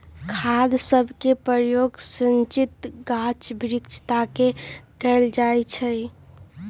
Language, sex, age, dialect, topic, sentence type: Magahi, female, 36-40, Western, agriculture, statement